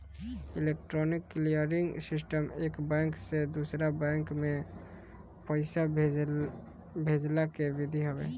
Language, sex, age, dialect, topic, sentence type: Bhojpuri, male, 18-24, Northern, banking, statement